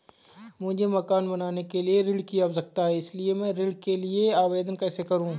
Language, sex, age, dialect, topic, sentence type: Hindi, male, 25-30, Marwari Dhudhari, banking, question